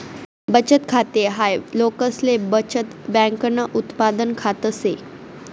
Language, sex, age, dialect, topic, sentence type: Marathi, female, 18-24, Northern Konkan, banking, statement